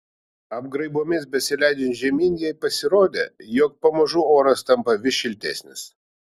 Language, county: Lithuanian, Vilnius